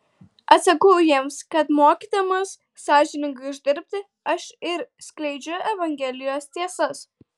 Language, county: Lithuanian, Tauragė